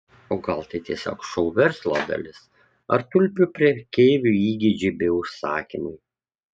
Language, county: Lithuanian, Kaunas